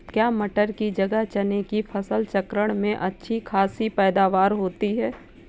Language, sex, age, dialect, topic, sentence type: Hindi, female, 18-24, Awadhi Bundeli, agriculture, question